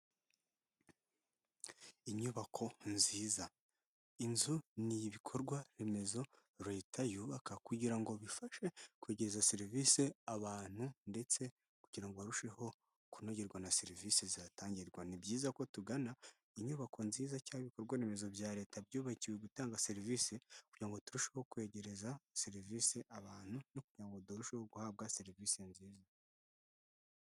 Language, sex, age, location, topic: Kinyarwanda, male, 18-24, Kigali, health